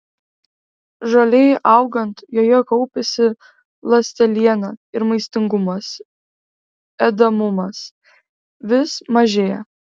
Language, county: Lithuanian, Vilnius